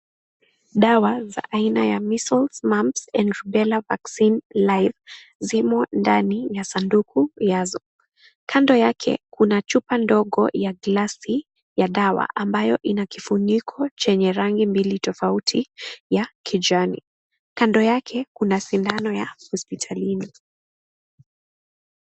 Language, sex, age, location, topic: Swahili, female, 18-24, Kisii, health